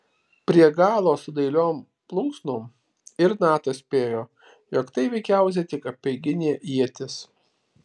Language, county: Lithuanian, Alytus